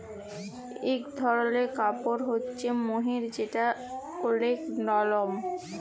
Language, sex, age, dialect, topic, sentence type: Bengali, female, 18-24, Jharkhandi, agriculture, statement